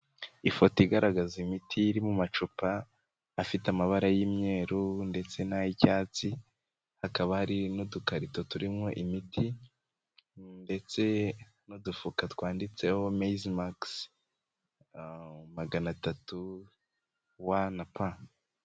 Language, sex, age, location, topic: Kinyarwanda, male, 18-24, Nyagatare, agriculture